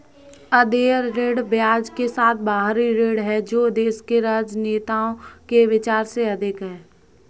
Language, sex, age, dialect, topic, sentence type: Hindi, female, 18-24, Kanauji Braj Bhasha, banking, statement